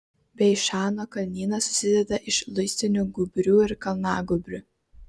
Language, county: Lithuanian, Kaunas